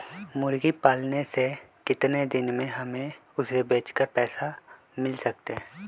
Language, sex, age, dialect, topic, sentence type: Magahi, male, 25-30, Western, agriculture, question